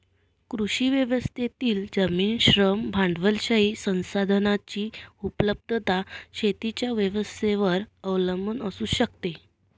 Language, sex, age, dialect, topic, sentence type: Marathi, female, 18-24, Varhadi, agriculture, statement